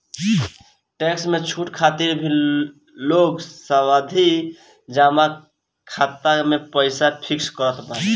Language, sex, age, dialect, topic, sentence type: Bhojpuri, male, 18-24, Northern, banking, statement